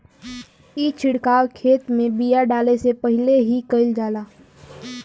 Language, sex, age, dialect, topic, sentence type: Bhojpuri, female, 36-40, Western, agriculture, statement